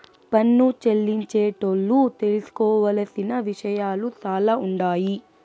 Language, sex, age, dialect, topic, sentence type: Telugu, female, 18-24, Southern, banking, statement